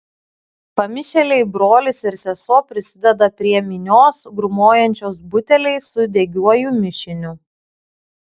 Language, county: Lithuanian, Klaipėda